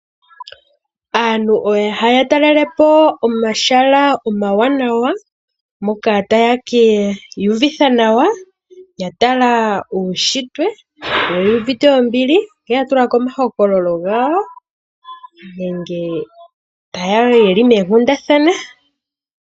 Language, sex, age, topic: Oshiwambo, female, 18-24, agriculture